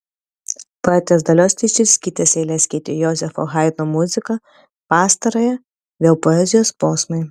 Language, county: Lithuanian, Panevėžys